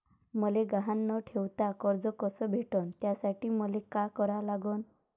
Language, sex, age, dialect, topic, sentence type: Marathi, female, 25-30, Varhadi, banking, question